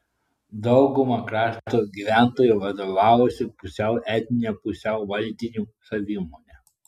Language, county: Lithuanian, Klaipėda